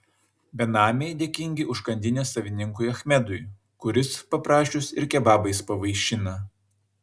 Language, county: Lithuanian, Šiauliai